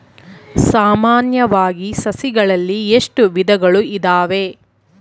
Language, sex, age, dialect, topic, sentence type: Kannada, female, 25-30, Central, agriculture, question